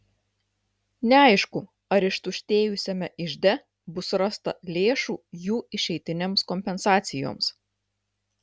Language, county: Lithuanian, Klaipėda